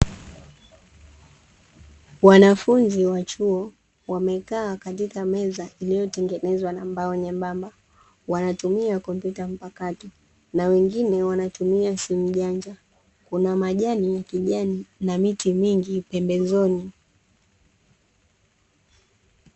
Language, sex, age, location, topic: Swahili, female, 18-24, Dar es Salaam, education